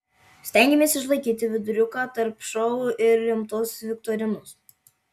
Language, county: Lithuanian, Marijampolė